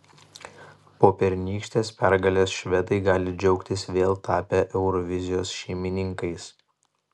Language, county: Lithuanian, Vilnius